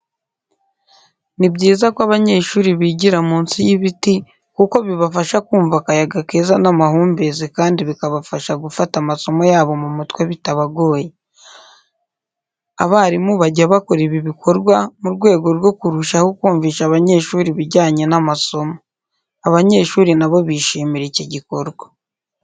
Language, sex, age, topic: Kinyarwanda, female, 25-35, education